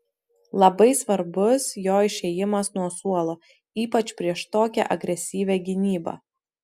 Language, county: Lithuanian, Utena